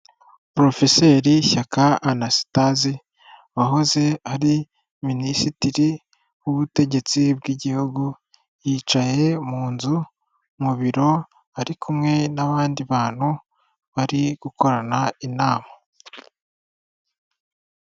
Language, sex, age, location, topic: Kinyarwanda, female, 18-24, Kigali, government